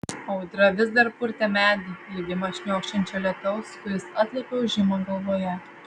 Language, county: Lithuanian, Vilnius